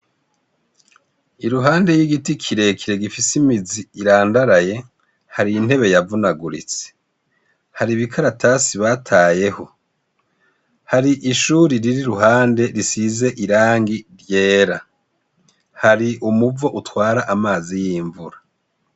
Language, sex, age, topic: Rundi, male, 50+, education